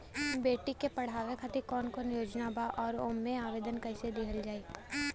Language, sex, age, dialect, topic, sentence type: Bhojpuri, female, 18-24, Southern / Standard, banking, question